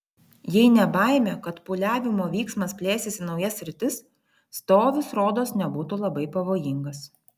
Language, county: Lithuanian, Vilnius